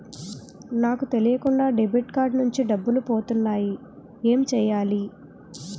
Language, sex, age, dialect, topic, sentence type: Telugu, female, 18-24, Utterandhra, banking, question